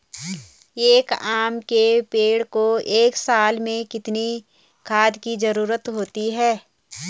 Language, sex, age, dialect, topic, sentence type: Hindi, female, 31-35, Garhwali, agriculture, question